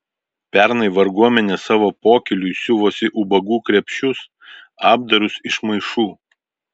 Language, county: Lithuanian, Vilnius